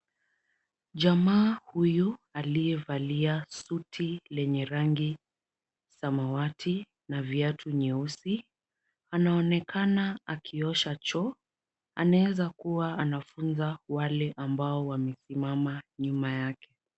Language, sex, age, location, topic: Swahili, female, 36-49, Kisumu, health